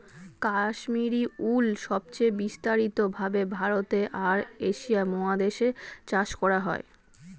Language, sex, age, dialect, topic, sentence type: Bengali, female, 25-30, Standard Colloquial, agriculture, statement